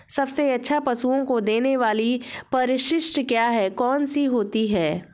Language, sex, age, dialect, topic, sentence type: Hindi, female, 36-40, Awadhi Bundeli, agriculture, question